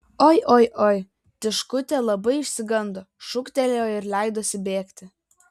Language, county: Lithuanian, Vilnius